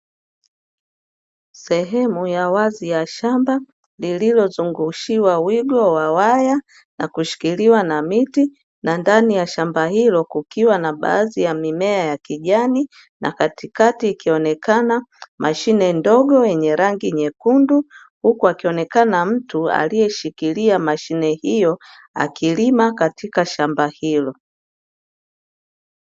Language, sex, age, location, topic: Swahili, female, 50+, Dar es Salaam, agriculture